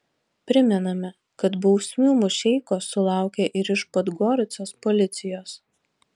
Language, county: Lithuanian, Panevėžys